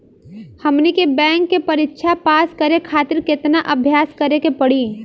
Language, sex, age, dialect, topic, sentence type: Bhojpuri, female, 18-24, Southern / Standard, banking, question